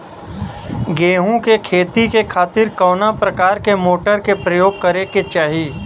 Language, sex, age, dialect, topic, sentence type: Bhojpuri, male, 25-30, Western, agriculture, question